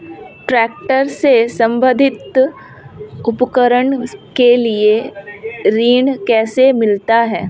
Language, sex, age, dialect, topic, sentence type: Hindi, female, 31-35, Marwari Dhudhari, banking, question